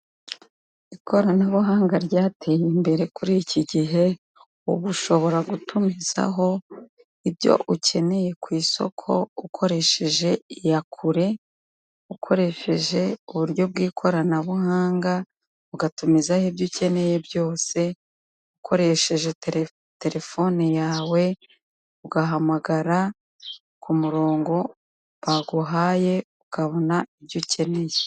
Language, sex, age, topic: Kinyarwanda, female, 36-49, finance